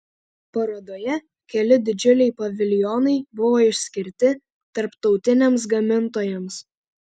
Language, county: Lithuanian, Alytus